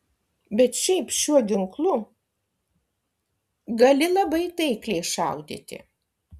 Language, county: Lithuanian, Kaunas